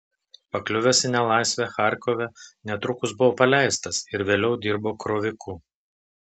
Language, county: Lithuanian, Telšiai